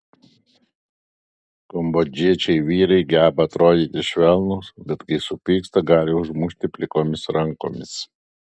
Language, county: Lithuanian, Alytus